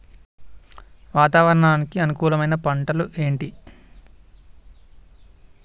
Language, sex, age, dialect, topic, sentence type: Telugu, male, 18-24, Telangana, agriculture, question